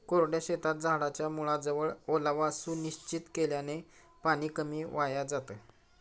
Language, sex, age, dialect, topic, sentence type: Marathi, male, 60-100, Standard Marathi, agriculture, statement